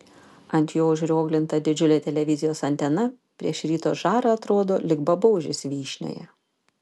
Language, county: Lithuanian, Panevėžys